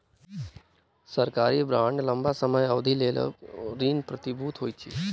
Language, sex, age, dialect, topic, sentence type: Maithili, male, 18-24, Southern/Standard, banking, statement